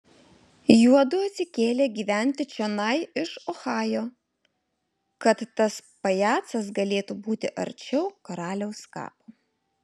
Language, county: Lithuanian, Alytus